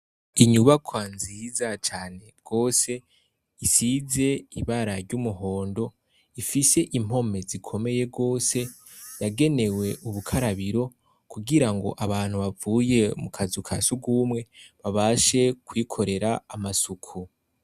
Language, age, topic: Rundi, 18-24, education